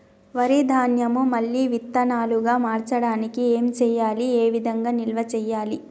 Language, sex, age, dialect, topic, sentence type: Telugu, male, 41-45, Telangana, agriculture, question